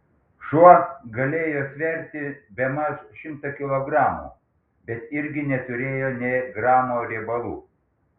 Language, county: Lithuanian, Panevėžys